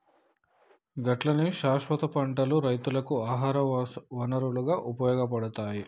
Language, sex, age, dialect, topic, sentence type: Telugu, male, 25-30, Telangana, agriculture, statement